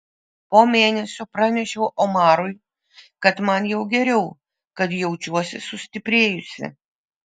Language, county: Lithuanian, Vilnius